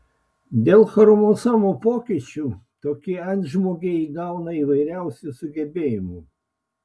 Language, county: Lithuanian, Klaipėda